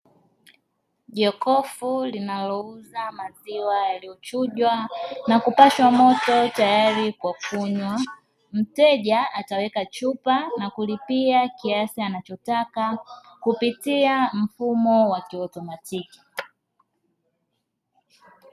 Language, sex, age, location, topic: Swahili, female, 25-35, Dar es Salaam, finance